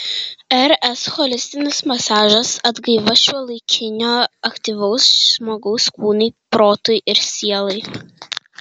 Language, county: Lithuanian, Klaipėda